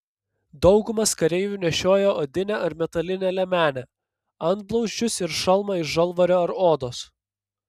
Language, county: Lithuanian, Panevėžys